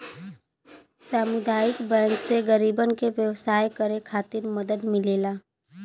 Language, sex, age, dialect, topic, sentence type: Bhojpuri, female, 18-24, Western, banking, statement